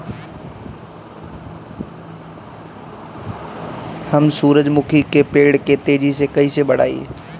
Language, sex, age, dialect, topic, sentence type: Bhojpuri, male, 25-30, Northern, agriculture, question